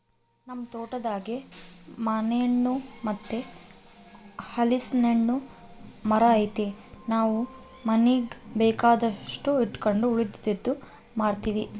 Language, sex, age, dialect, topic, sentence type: Kannada, female, 18-24, Central, agriculture, statement